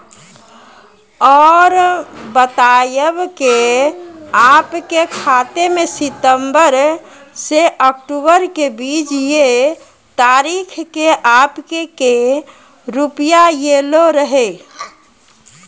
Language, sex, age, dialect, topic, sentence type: Maithili, female, 41-45, Angika, banking, question